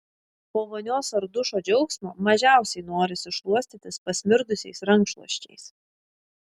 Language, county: Lithuanian, Šiauliai